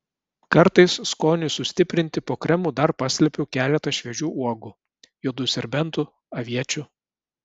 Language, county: Lithuanian, Kaunas